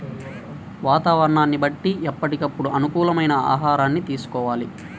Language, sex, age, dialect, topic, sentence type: Telugu, male, 18-24, Central/Coastal, agriculture, statement